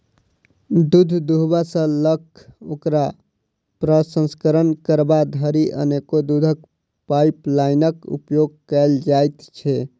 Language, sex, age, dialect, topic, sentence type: Maithili, male, 18-24, Southern/Standard, agriculture, statement